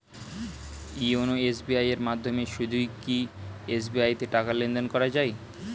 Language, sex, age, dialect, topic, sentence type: Bengali, male, 18-24, Standard Colloquial, banking, question